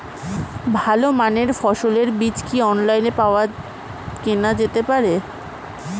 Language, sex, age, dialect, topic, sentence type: Bengali, female, 18-24, Standard Colloquial, agriculture, question